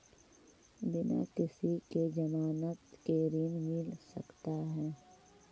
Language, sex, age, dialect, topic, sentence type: Magahi, male, 31-35, Central/Standard, banking, question